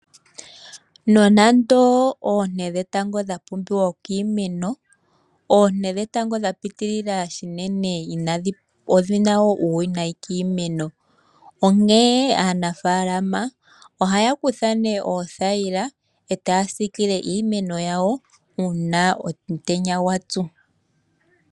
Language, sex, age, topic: Oshiwambo, female, 18-24, agriculture